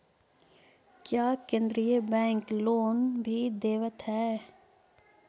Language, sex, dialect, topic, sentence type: Magahi, female, Central/Standard, banking, statement